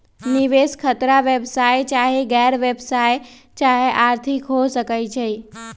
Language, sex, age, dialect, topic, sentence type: Magahi, male, 25-30, Western, banking, statement